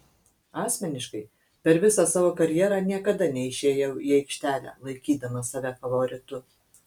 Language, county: Lithuanian, Kaunas